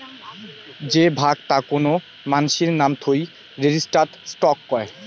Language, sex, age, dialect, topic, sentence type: Bengali, male, 18-24, Rajbangshi, banking, statement